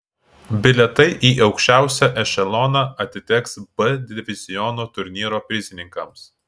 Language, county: Lithuanian, Klaipėda